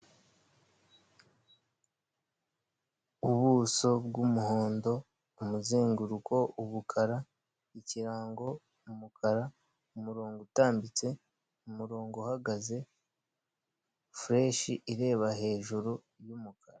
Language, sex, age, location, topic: Kinyarwanda, male, 18-24, Kigali, government